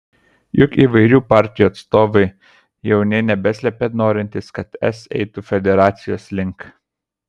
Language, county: Lithuanian, Kaunas